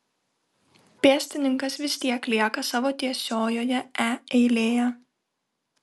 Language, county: Lithuanian, Vilnius